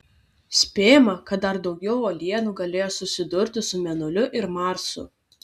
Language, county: Lithuanian, Vilnius